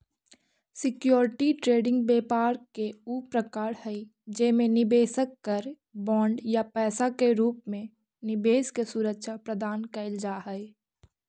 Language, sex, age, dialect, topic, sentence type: Magahi, female, 46-50, Central/Standard, banking, statement